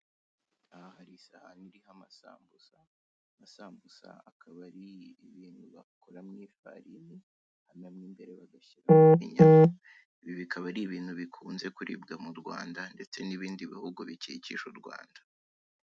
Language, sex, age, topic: Kinyarwanda, male, 18-24, finance